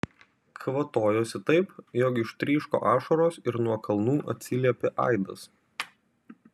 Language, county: Lithuanian, Vilnius